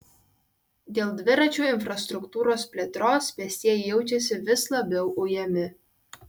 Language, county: Lithuanian, Kaunas